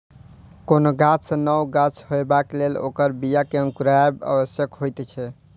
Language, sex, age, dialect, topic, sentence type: Maithili, male, 46-50, Southern/Standard, agriculture, statement